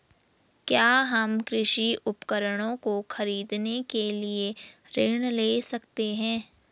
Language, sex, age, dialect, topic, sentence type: Hindi, female, 18-24, Garhwali, agriculture, question